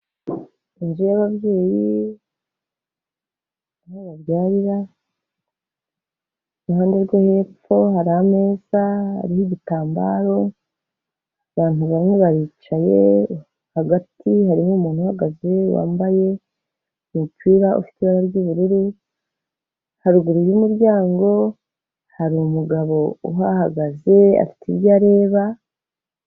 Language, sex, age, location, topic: Kinyarwanda, female, 36-49, Kigali, health